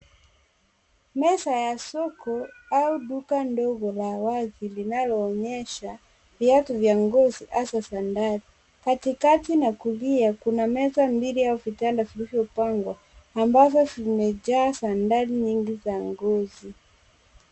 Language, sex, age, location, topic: Swahili, female, 36-49, Kisumu, finance